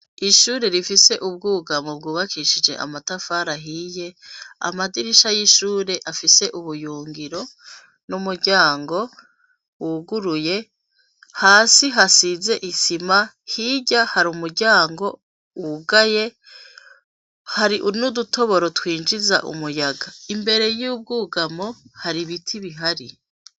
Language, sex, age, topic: Rundi, female, 36-49, education